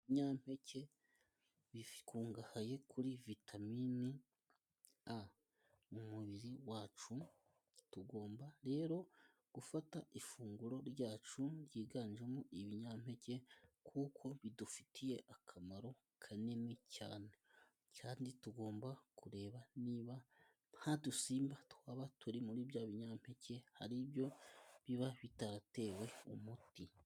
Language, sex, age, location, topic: Kinyarwanda, male, 25-35, Musanze, agriculture